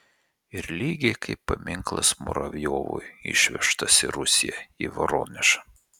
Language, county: Lithuanian, Šiauliai